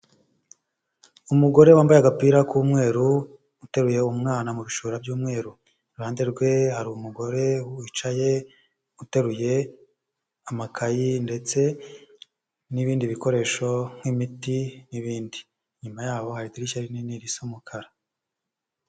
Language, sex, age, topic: Kinyarwanda, male, 18-24, health